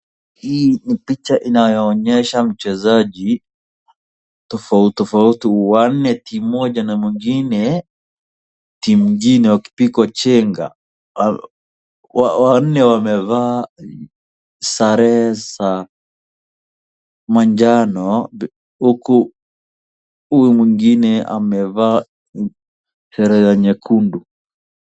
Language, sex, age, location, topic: Swahili, male, 25-35, Wajir, government